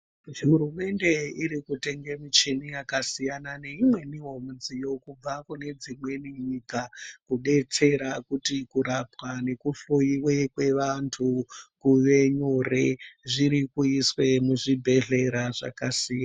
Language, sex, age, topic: Ndau, female, 25-35, health